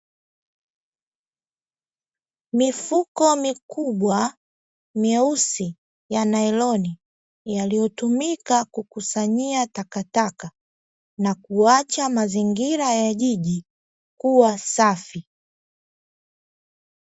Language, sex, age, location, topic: Swahili, female, 25-35, Dar es Salaam, government